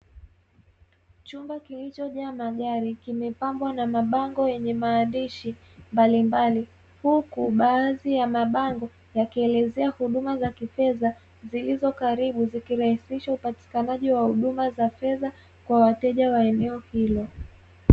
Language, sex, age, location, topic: Swahili, female, 18-24, Dar es Salaam, finance